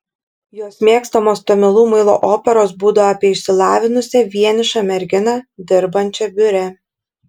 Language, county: Lithuanian, Šiauliai